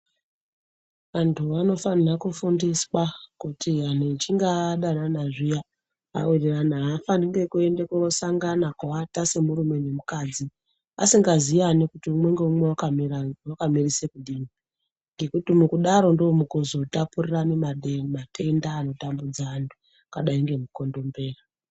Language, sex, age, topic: Ndau, female, 36-49, health